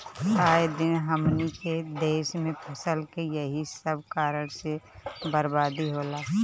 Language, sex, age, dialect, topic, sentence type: Bhojpuri, female, 25-30, Northern, agriculture, statement